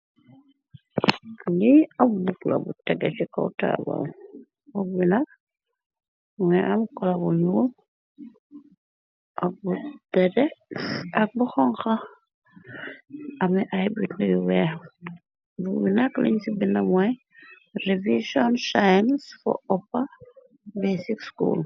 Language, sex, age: Wolof, female, 18-24